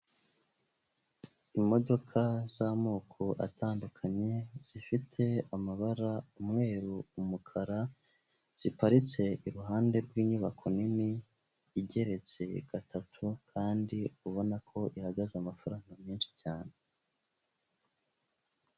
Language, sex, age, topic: Kinyarwanda, male, 25-35, finance